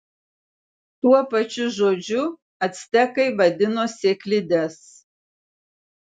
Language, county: Lithuanian, Vilnius